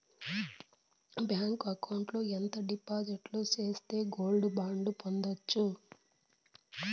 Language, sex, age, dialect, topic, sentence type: Telugu, female, 41-45, Southern, banking, question